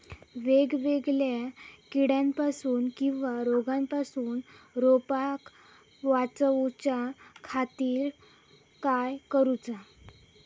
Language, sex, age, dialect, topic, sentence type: Marathi, female, 18-24, Southern Konkan, agriculture, question